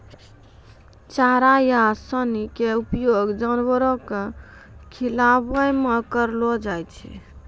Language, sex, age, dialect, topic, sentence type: Maithili, female, 25-30, Angika, agriculture, statement